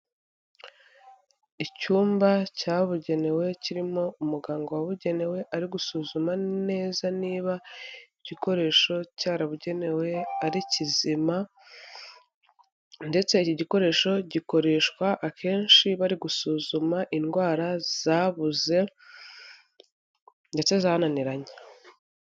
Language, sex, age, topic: Kinyarwanda, female, 25-35, health